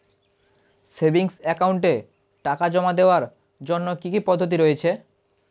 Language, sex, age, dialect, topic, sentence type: Bengali, male, 18-24, Standard Colloquial, banking, question